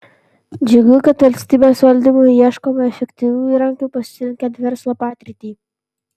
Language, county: Lithuanian, Vilnius